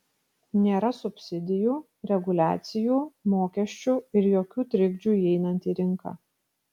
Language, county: Lithuanian, Kaunas